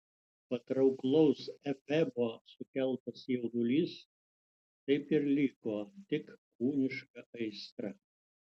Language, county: Lithuanian, Utena